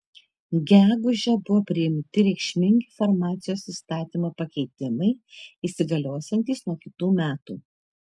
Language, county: Lithuanian, Tauragė